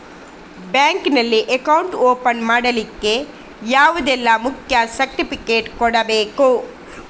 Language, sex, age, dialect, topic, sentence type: Kannada, female, 36-40, Coastal/Dakshin, banking, question